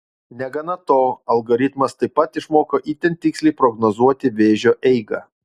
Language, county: Lithuanian, Utena